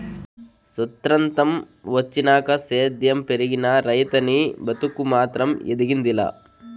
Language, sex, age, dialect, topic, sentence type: Telugu, male, 25-30, Southern, agriculture, statement